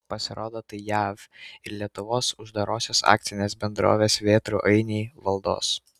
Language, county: Lithuanian, Kaunas